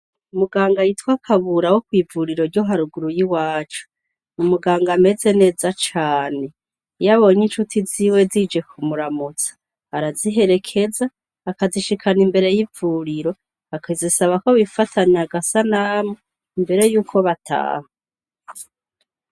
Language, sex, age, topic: Rundi, female, 36-49, education